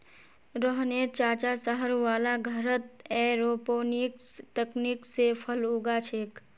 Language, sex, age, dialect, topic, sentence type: Magahi, female, 46-50, Northeastern/Surjapuri, agriculture, statement